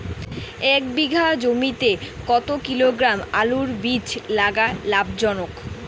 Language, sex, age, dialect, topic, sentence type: Bengali, female, 18-24, Rajbangshi, agriculture, question